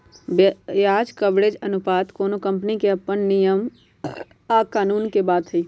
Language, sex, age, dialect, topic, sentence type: Magahi, female, 46-50, Western, banking, statement